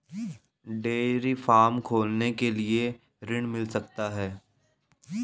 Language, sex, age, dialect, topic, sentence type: Hindi, male, 31-35, Marwari Dhudhari, banking, question